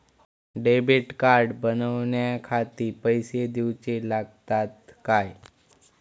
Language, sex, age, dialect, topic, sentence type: Marathi, male, 18-24, Southern Konkan, banking, question